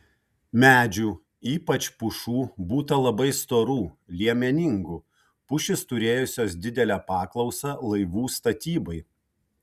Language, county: Lithuanian, Kaunas